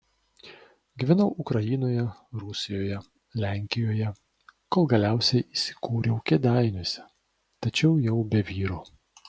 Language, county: Lithuanian, Vilnius